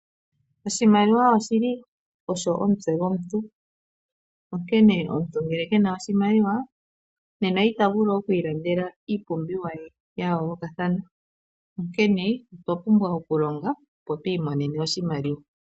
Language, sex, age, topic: Oshiwambo, female, 36-49, finance